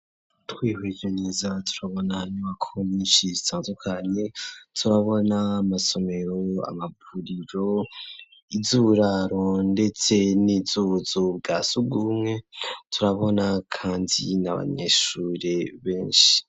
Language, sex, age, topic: Rundi, male, 18-24, education